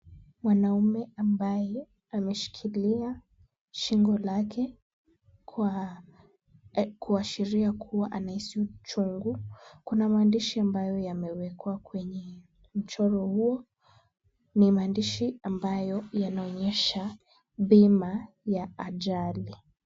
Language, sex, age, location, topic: Swahili, female, 18-24, Kisumu, finance